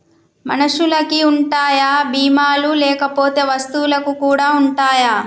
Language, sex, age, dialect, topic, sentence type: Telugu, female, 31-35, Telangana, banking, question